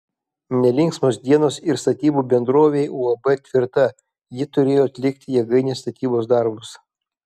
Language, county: Lithuanian, Kaunas